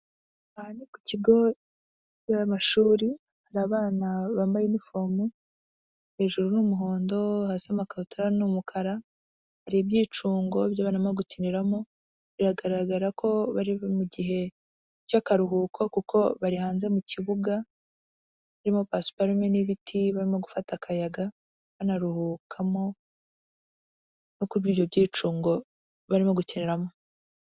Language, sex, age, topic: Kinyarwanda, female, 25-35, government